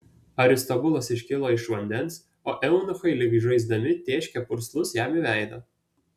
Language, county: Lithuanian, Vilnius